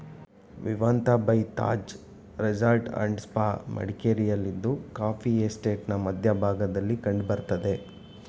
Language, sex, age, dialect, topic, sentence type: Kannada, male, 25-30, Mysore Kannada, agriculture, statement